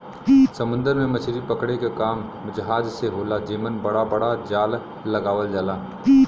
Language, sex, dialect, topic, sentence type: Bhojpuri, male, Western, agriculture, statement